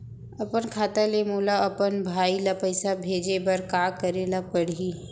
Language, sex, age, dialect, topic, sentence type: Chhattisgarhi, female, 25-30, Central, banking, question